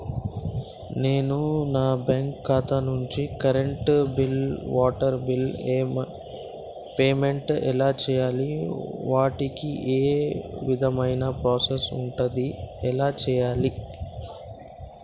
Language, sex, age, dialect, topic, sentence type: Telugu, male, 60-100, Telangana, banking, question